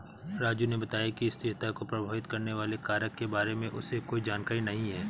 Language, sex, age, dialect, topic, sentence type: Hindi, male, 18-24, Awadhi Bundeli, agriculture, statement